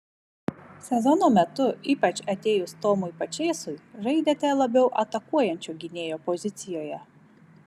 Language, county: Lithuanian, Vilnius